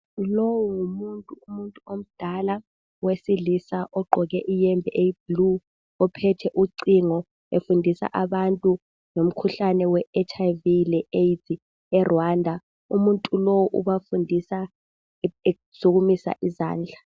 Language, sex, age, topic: North Ndebele, female, 18-24, health